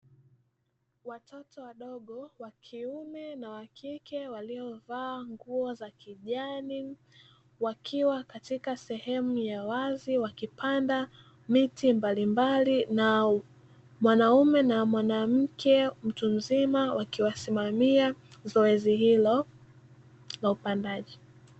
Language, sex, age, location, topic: Swahili, female, 18-24, Dar es Salaam, health